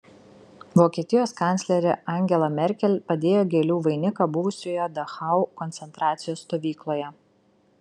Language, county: Lithuanian, Šiauliai